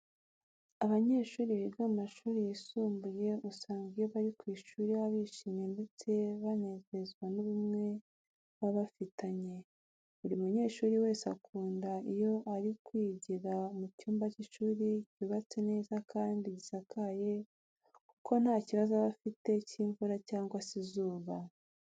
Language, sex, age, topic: Kinyarwanda, female, 36-49, education